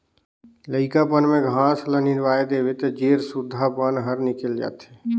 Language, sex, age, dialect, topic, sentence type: Chhattisgarhi, male, 31-35, Northern/Bhandar, agriculture, statement